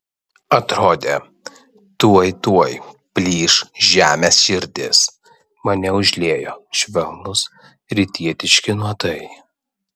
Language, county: Lithuanian, Vilnius